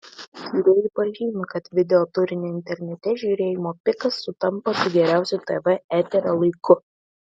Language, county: Lithuanian, Vilnius